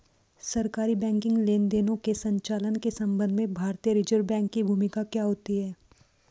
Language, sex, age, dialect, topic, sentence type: Hindi, female, 18-24, Hindustani Malvi Khadi Boli, banking, question